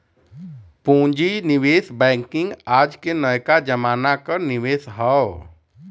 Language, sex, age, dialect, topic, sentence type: Bhojpuri, male, 31-35, Western, banking, statement